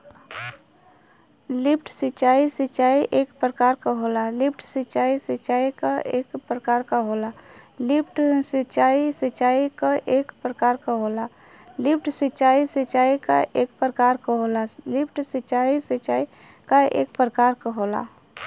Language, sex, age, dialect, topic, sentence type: Bhojpuri, female, 31-35, Western, agriculture, statement